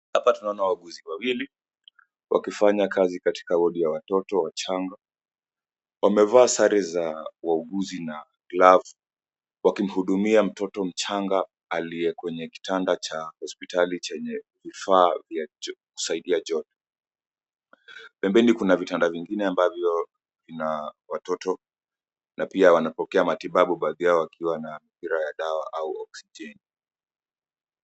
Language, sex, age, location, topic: Swahili, male, 25-35, Kisumu, health